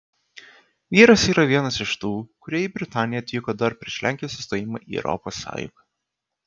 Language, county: Lithuanian, Kaunas